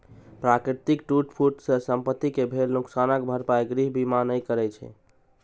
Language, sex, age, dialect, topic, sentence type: Maithili, male, 18-24, Eastern / Thethi, banking, statement